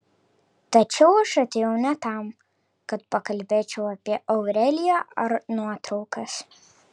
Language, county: Lithuanian, Kaunas